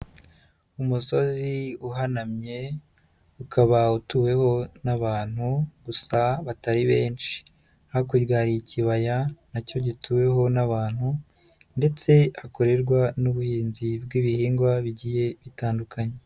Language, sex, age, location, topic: Kinyarwanda, male, 50+, Nyagatare, agriculture